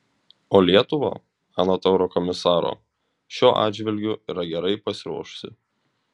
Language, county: Lithuanian, Šiauliai